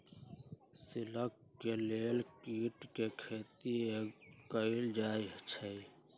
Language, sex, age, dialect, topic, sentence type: Magahi, male, 31-35, Western, agriculture, statement